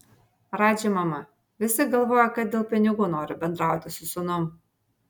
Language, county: Lithuanian, Vilnius